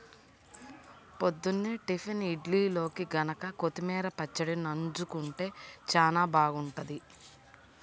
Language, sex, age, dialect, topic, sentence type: Telugu, female, 31-35, Central/Coastal, agriculture, statement